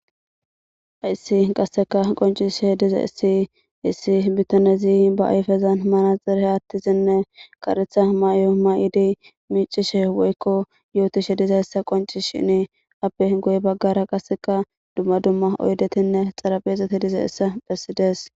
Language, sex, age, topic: Gamo, female, 25-35, government